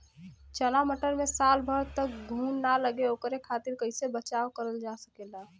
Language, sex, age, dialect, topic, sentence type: Bhojpuri, female, 25-30, Western, agriculture, question